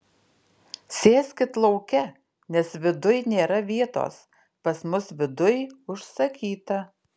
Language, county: Lithuanian, Alytus